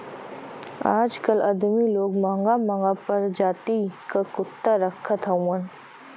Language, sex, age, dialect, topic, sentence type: Bhojpuri, female, 25-30, Western, banking, statement